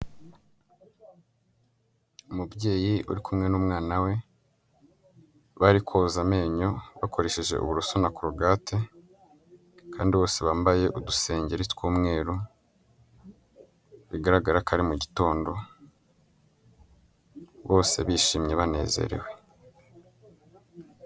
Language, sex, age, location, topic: Kinyarwanda, male, 18-24, Huye, health